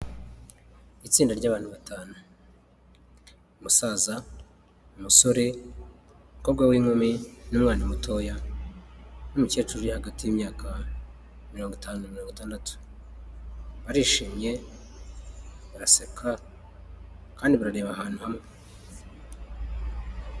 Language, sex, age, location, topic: Kinyarwanda, male, 36-49, Huye, health